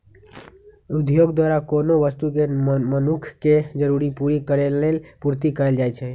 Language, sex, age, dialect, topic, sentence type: Magahi, male, 18-24, Western, agriculture, statement